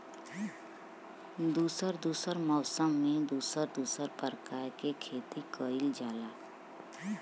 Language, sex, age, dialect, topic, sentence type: Bhojpuri, female, 31-35, Western, agriculture, statement